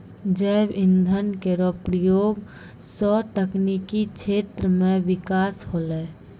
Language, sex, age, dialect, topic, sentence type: Maithili, female, 18-24, Angika, agriculture, statement